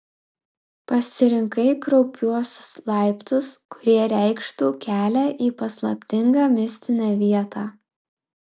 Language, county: Lithuanian, Klaipėda